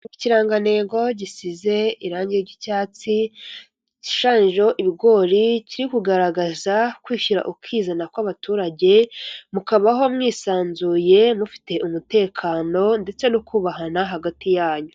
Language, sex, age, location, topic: Kinyarwanda, female, 36-49, Kigali, government